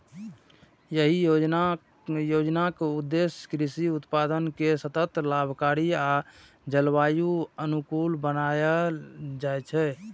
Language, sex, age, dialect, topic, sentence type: Maithili, male, 31-35, Eastern / Thethi, agriculture, statement